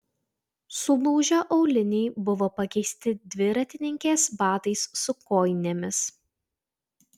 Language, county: Lithuanian, Utena